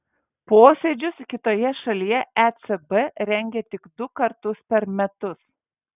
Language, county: Lithuanian, Vilnius